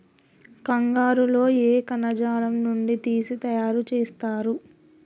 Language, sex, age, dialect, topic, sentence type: Telugu, female, 18-24, Telangana, agriculture, question